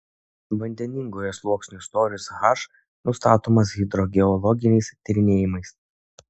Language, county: Lithuanian, Kaunas